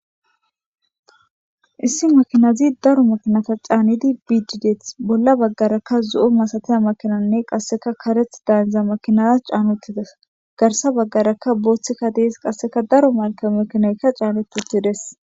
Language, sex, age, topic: Gamo, female, 18-24, government